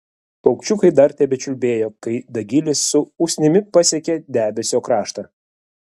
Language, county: Lithuanian, Vilnius